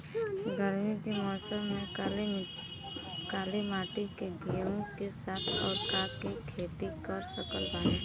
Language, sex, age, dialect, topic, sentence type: Bhojpuri, female, 25-30, Western, agriculture, question